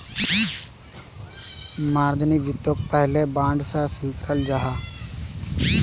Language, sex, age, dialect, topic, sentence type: Magahi, male, 18-24, Northeastern/Surjapuri, banking, statement